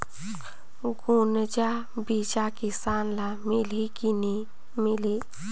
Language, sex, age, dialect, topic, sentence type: Chhattisgarhi, female, 31-35, Northern/Bhandar, agriculture, question